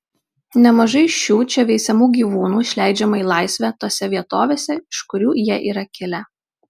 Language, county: Lithuanian, Marijampolė